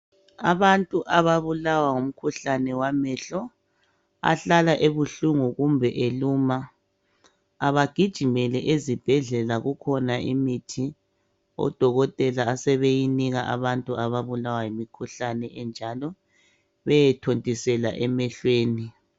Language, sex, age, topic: North Ndebele, female, 50+, health